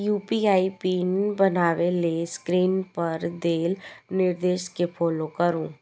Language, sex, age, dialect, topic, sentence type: Maithili, female, 18-24, Eastern / Thethi, banking, statement